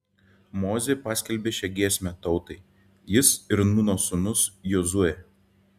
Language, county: Lithuanian, Šiauliai